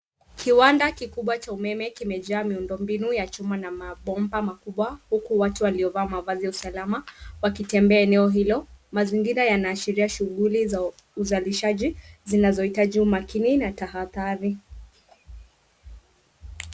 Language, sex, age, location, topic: Swahili, female, 36-49, Nairobi, government